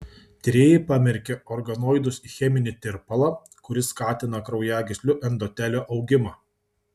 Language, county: Lithuanian, Kaunas